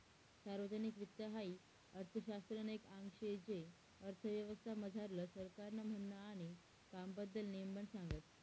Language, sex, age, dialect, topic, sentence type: Marathi, female, 18-24, Northern Konkan, banking, statement